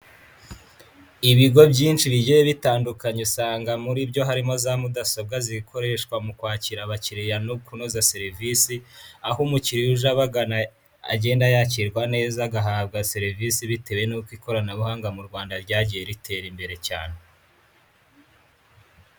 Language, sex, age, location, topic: Kinyarwanda, male, 18-24, Huye, government